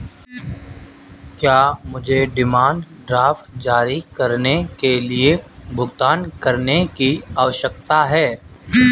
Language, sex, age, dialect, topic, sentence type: Hindi, male, 25-30, Marwari Dhudhari, banking, question